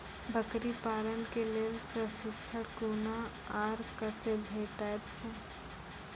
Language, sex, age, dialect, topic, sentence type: Maithili, female, 18-24, Angika, agriculture, question